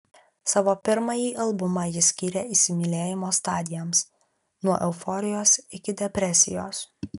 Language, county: Lithuanian, Alytus